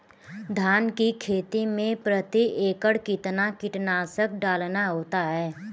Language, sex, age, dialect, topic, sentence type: Hindi, male, 18-24, Kanauji Braj Bhasha, agriculture, question